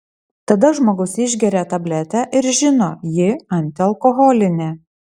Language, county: Lithuanian, Panevėžys